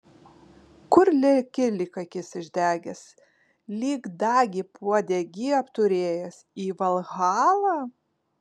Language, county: Lithuanian, Kaunas